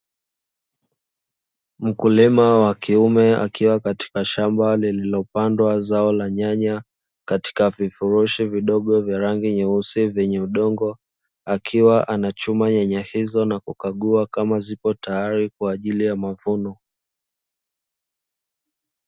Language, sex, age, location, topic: Swahili, male, 18-24, Dar es Salaam, agriculture